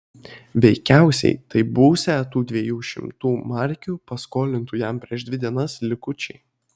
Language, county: Lithuanian, Kaunas